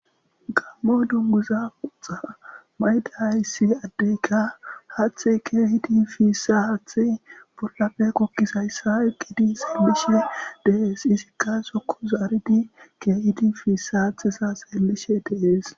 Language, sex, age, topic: Gamo, male, 25-35, government